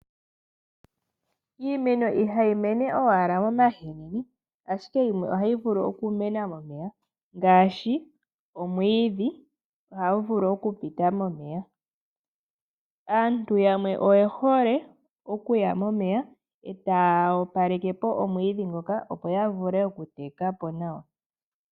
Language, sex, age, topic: Oshiwambo, female, 18-24, agriculture